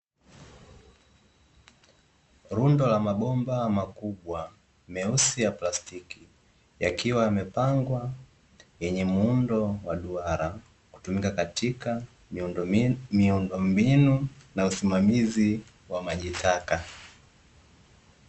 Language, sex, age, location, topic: Swahili, male, 18-24, Dar es Salaam, government